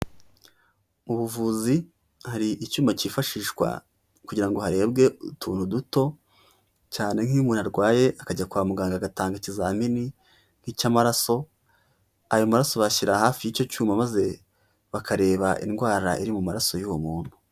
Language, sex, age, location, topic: Kinyarwanda, male, 18-24, Huye, health